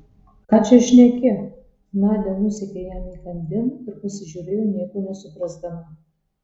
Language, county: Lithuanian, Marijampolė